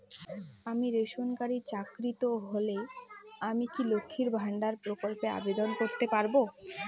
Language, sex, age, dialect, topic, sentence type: Bengali, female, 18-24, Rajbangshi, banking, question